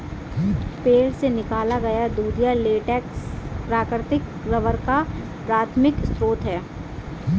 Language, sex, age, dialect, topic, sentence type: Hindi, female, 18-24, Kanauji Braj Bhasha, agriculture, statement